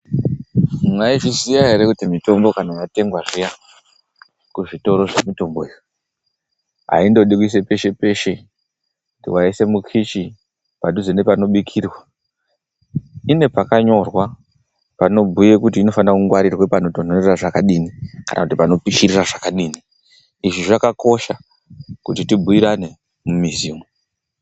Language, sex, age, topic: Ndau, male, 25-35, health